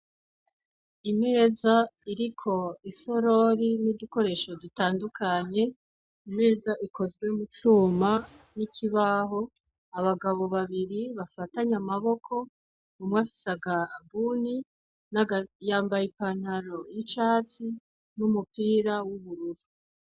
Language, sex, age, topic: Rundi, female, 25-35, education